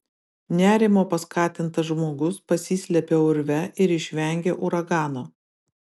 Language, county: Lithuanian, Vilnius